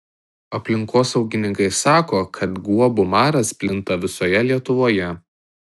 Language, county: Lithuanian, Tauragė